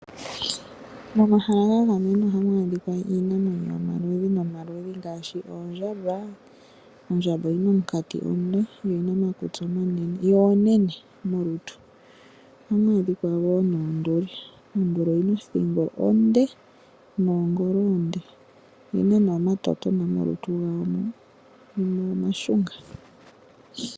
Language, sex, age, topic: Oshiwambo, female, 25-35, agriculture